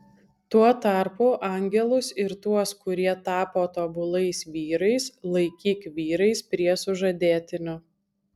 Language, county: Lithuanian, Alytus